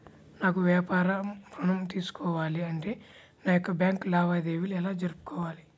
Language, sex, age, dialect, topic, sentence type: Telugu, male, 18-24, Central/Coastal, banking, question